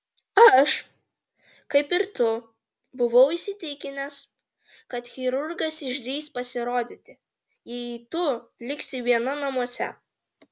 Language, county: Lithuanian, Vilnius